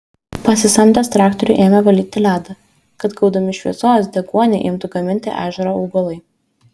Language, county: Lithuanian, Šiauliai